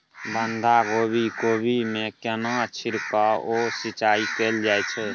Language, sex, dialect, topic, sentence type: Maithili, male, Bajjika, agriculture, question